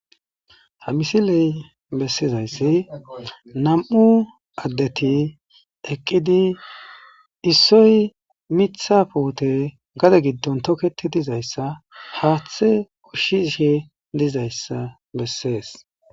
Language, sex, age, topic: Gamo, male, 25-35, agriculture